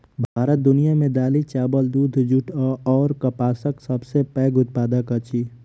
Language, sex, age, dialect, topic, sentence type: Maithili, male, 46-50, Southern/Standard, agriculture, statement